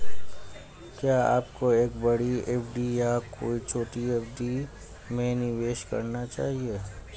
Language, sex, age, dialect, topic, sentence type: Hindi, male, 18-24, Hindustani Malvi Khadi Boli, banking, question